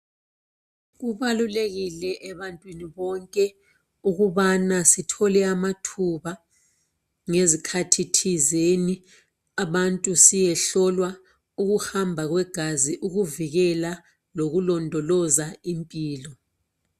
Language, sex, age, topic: North Ndebele, female, 36-49, health